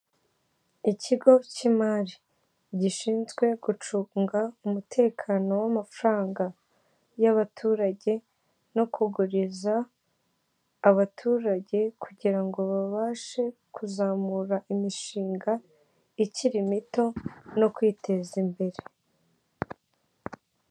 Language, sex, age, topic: Kinyarwanda, female, 18-24, finance